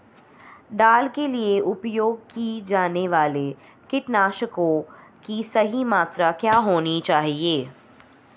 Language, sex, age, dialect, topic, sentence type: Hindi, female, 25-30, Marwari Dhudhari, agriculture, question